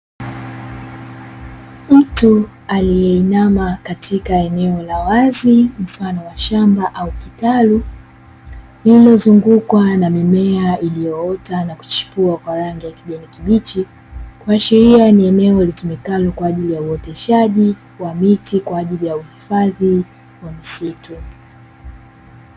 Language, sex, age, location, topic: Swahili, female, 25-35, Dar es Salaam, agriculture